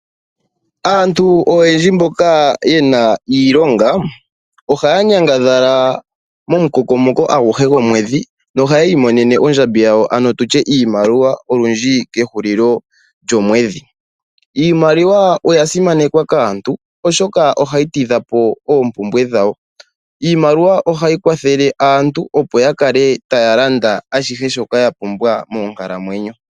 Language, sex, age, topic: Oshiwambo, male, 18-24, finance